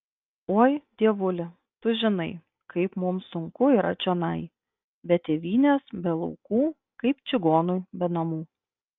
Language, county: Lithuanian, Klaipėda